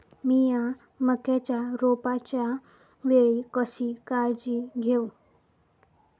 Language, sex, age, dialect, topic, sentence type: Marathi, female, 18-24, Southern Konkan, agriculture, question